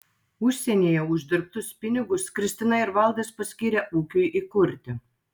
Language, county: Lithuanian, Telšiai